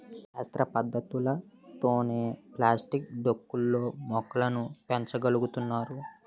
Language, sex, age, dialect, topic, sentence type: Telugu, male, 18-24, Utterandhra, agriculture, statement